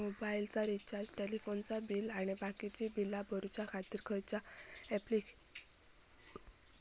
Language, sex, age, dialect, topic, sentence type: Marathi, female, 18-24, Southern Konkan, banking, question